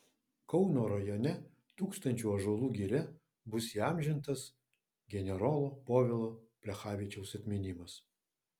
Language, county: Lithuanian, Vilnius